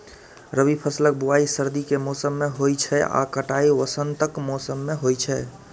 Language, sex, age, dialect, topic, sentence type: Maithili, male, 25-30, Eastern / Thethi, agriculture, statement